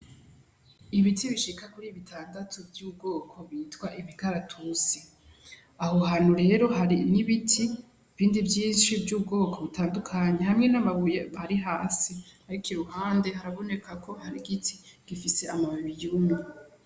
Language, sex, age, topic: Rundi, female, 18-24, agriculture